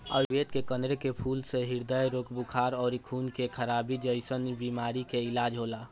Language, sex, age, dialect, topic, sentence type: Bhojpuri, male, 18-24, Northern, agriculture, statement